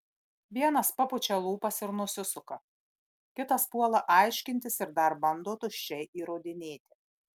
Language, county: Lithuanian, Marijampolė